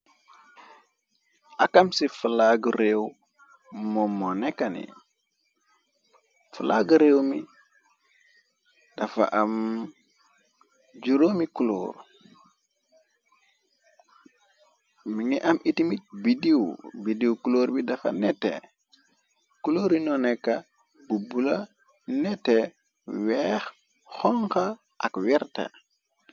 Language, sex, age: Wolof, male, 25-35